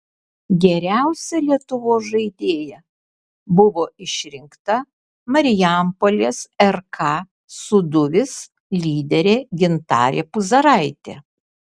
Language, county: Lithuanian, Kaunas